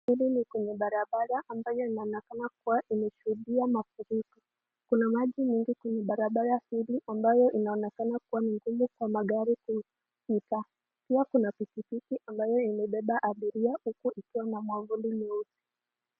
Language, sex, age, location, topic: Swahili, female, 25-35, Nakuru, health